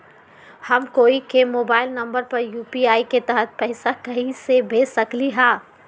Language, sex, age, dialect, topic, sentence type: Magahi, female, 25-30, Western, banking, question